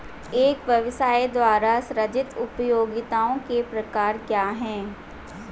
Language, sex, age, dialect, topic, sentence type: Hindi, female, 41-45, Hindustani Malvi Khadi Boli, banking, question